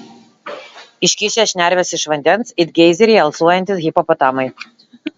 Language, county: Lithuanian, Vilnius